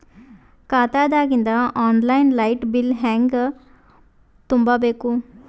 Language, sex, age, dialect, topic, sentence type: Kannada, female, 18-24, Northeastern, banking, question